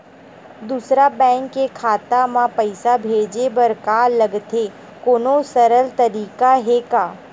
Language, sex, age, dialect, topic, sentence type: Chhattisgarhi, female, 25-30, Western/Budati/Khatahi, banking, question